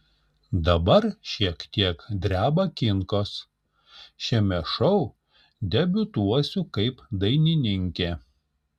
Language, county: Lithuanian, Šiauliai